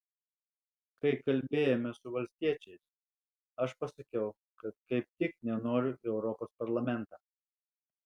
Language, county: Lithuanian, Alytus